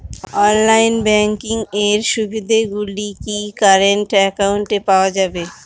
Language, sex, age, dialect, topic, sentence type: Bengali, female, 25-30, Northern/Varendri, banking, question